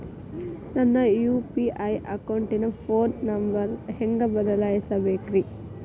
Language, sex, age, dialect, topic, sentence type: Kannada, female, 18-24, Dharwad Kannada, banking, question